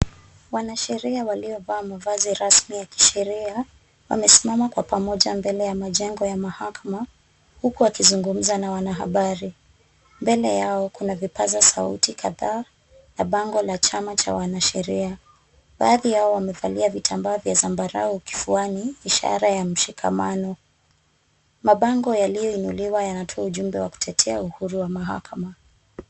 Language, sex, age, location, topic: Swahili, female, 25-35, Kisumu, government